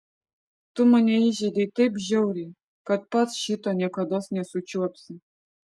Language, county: Lithuanian, Vilnius